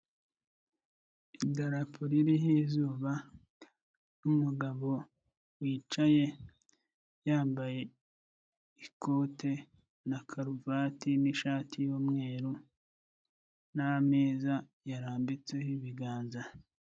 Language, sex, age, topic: Kinyarwanda, male, 25-35, government